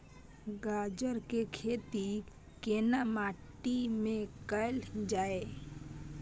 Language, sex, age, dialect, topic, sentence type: Maithili, female, 18-24, Bajjika, agriculture, question